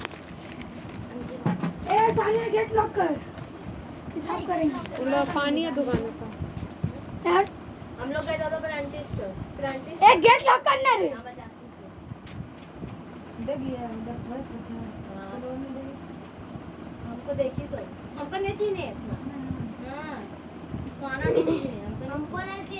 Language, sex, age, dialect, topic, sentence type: Hindi, female, 18-24, Marwari Dhudhari, banking, question